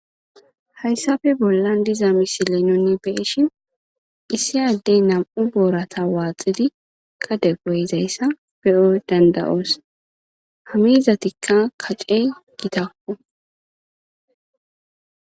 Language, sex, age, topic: Gamo, female, 18-24, agriculture